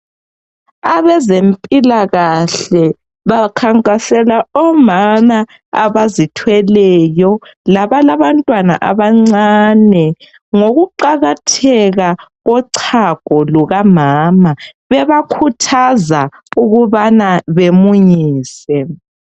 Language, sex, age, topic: North Ndebele, male, 36-49, health